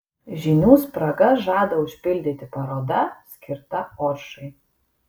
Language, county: Lithuanian, Kaunas